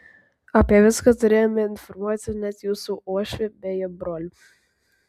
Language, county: Lithuanian, Vilnius